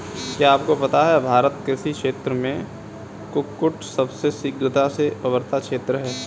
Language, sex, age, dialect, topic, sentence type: Hindi, male, 18-24, Kanauji Braj Bhasha, agriculture, statement